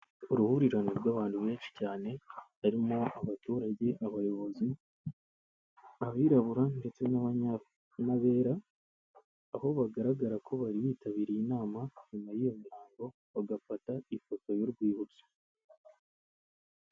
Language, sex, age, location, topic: Kinyarwanda, male, 25-35, Kigali, health